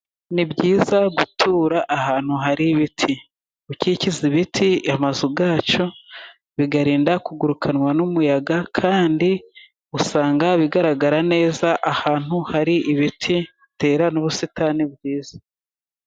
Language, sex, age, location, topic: Kinyarwanda, female, 36-49, Musanze, agriculture